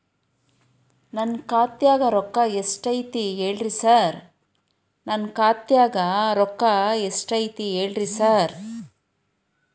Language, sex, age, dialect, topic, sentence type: Kannada, female, 31-35, Dharwad Kannada, banking, question